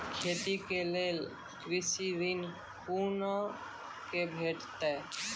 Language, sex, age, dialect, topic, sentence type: Maithili, male, 18-24, Angika, banking, question